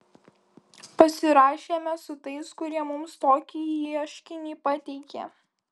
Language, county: Lithuanian, Kaunas